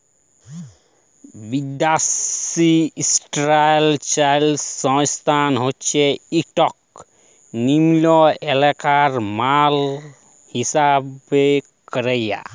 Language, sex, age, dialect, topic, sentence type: Bengali, male, 25-30, Jharkhandi, banking, statement